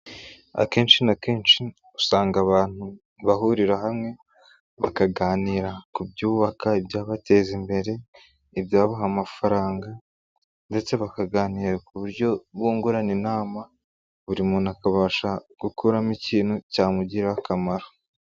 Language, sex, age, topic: Kinyarwanda, male, 18-24, health